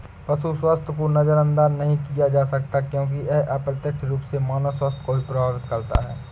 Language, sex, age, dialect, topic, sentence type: Hindi, male, 56-60, Awadhi Bundeli, agriculture, statement